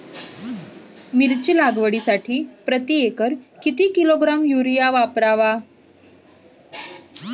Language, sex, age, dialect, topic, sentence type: Marathi, female, 25-30, Standard Marathi, agriculture, question